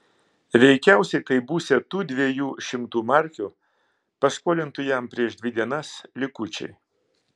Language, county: Lithuanian, Klaipėda